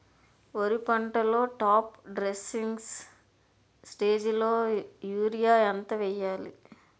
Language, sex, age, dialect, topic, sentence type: Telugu, female, 41-45, Utterandhra, agriculture, question